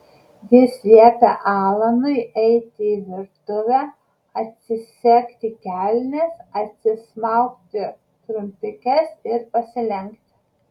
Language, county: Lithuanian, Kaunas